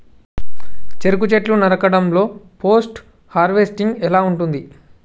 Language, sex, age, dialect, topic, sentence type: Telugu, male, 18-24, Telangana, agriculture, question